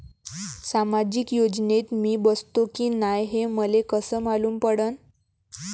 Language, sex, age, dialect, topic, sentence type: Marathi, female, 18-24, Varhadi, banking, question